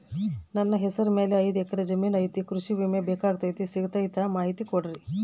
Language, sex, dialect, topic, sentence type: Kannada, female, Central, banking, question